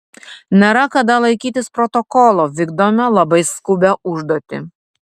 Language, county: Lithuanian, Vilnius